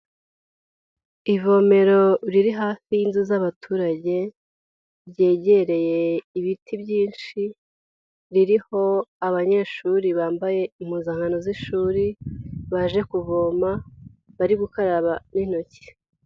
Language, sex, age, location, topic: Kinyarwanda, female, 18-24, Huye, health